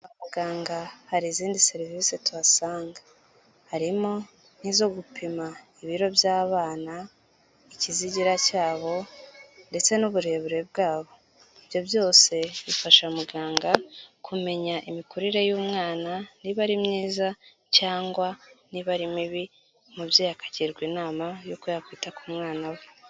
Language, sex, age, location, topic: Kinyarwanda, female, 18-24, Kigali, health